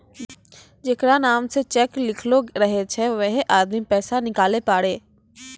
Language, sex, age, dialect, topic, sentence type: Maithili, female, 18-24, Angika, banking, statement